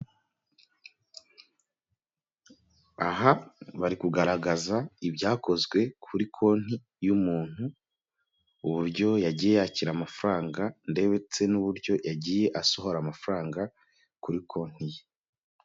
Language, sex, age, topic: Kinyarwanda, male, 25-35, finance